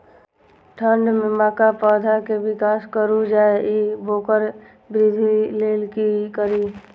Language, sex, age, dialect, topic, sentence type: Maithili, male, 25-30, Eastern / Thethi, agriculture, question